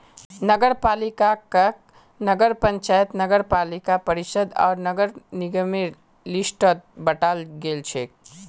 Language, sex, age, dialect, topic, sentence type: Magahi, male, 18-24, Northeastern/Surjapuri, banking, statement